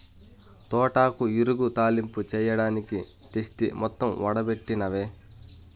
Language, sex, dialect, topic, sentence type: Telugu, male, Southern, agriculture, statement